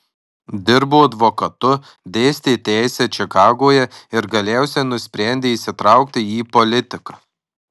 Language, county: Lithuanian, Marijampolė